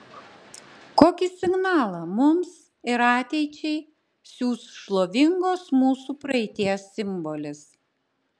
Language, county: Lithuanian, Klaipėda